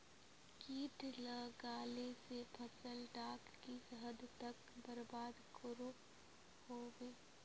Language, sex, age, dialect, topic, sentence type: Magahi, female, 51-55, Northeastern/Surjapuri, agriculture, question